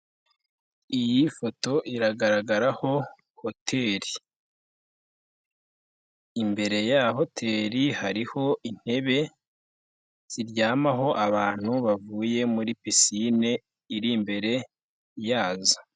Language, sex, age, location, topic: Kinyarwanda, male, 18-24, Nyagatare, finance